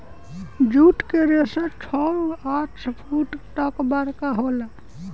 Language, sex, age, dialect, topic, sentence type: Bhojpuri, female, 18-24, Southern / Standard, agriculture, statement